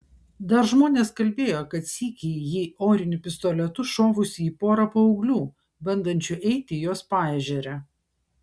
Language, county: Lithuanian, Šiauliai